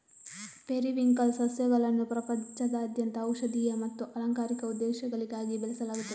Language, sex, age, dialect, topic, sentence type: Kannada, female, 18-24, Coastal/Dakshin, agriculture, statement